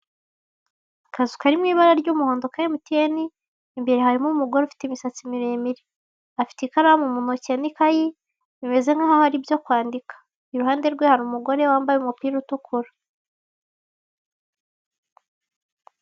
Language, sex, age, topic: Kinyarwanda, female, 18-24, finance